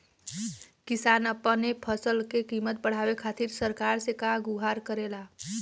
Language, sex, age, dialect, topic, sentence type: Bhojpuri, female, 18-24, Western, agriculture, question